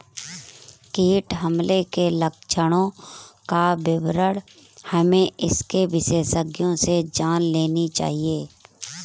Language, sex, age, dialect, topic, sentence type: Hindi, female, 25-30, Marwari Dhudhari, agriculture, statement